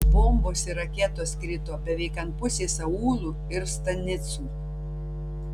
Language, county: Lithuanian, Tauragė